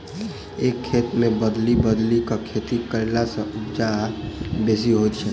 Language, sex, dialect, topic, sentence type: Maithili, male, Southern/Standard, agriculture, statement